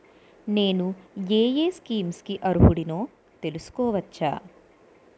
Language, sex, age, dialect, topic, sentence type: Telugu, female, 18-24, Utterandhra, banking, question